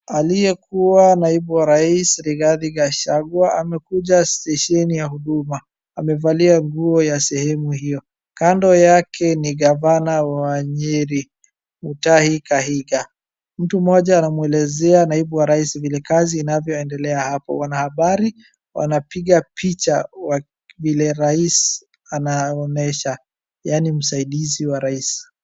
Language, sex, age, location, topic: Swahili, male, 18-24, Wajir, government